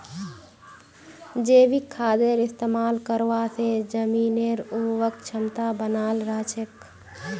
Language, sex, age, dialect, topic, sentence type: Magahi, female, 18-24, Northeastern/Surjapuri, agriculture, statement